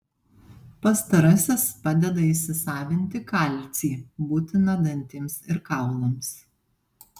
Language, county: Lithuanian, Panevėžys